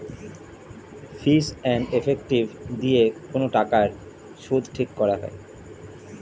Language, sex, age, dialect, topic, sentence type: Bengali, male, 31-35, Standard Colloquial, banking, statement